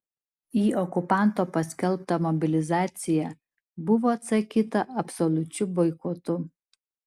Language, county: Lithuanian, Šiauliai